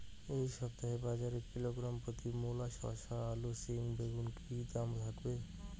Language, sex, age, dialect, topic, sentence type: Bengali, male, 18-24, Rajbangshi, agriculture, question